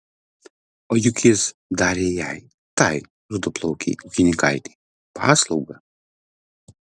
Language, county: Lithuanian, Vilnius